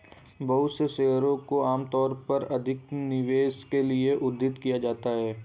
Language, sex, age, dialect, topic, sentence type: Hindi, male, 18-24, Hindustani Malvi Khadi Boli, banking, statement